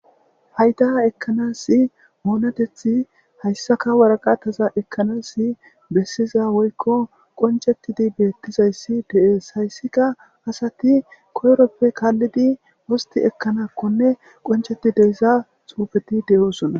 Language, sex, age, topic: Gamo, male, 18-24, government